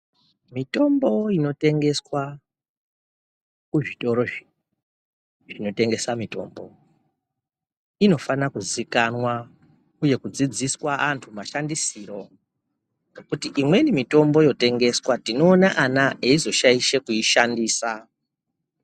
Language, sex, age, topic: Ndau, male, 36-49, health